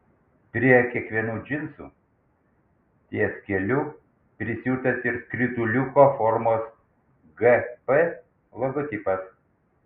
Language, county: Lithuanian, Panevėžys